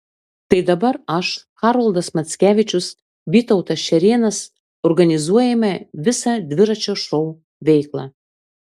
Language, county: Lithuanian, Klaipėda